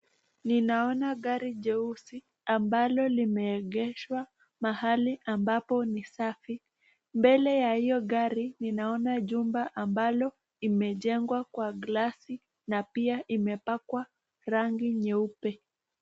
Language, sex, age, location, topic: Swahili, female, 18-24, Nakuru, finance